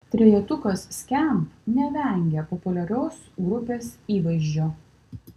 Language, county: Lithuanian, Kaunas